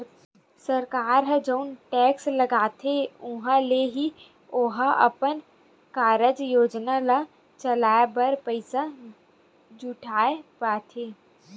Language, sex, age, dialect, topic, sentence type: Chhattisgarhi, female, 18-24, Western/Budati/Khatahi, banking, statement